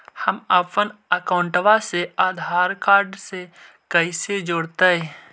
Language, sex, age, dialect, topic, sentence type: Magahi, male, 25-30, Central/Standard, banking, question